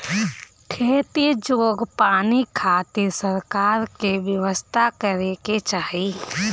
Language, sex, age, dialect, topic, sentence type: Bhojpuri, female, 31-35, Northern, agriculture, statement